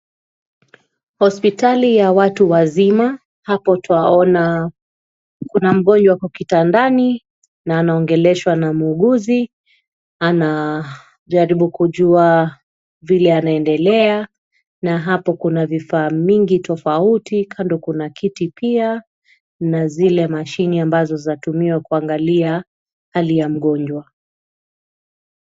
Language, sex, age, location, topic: Swahili, female, 36-49, Nairobi, health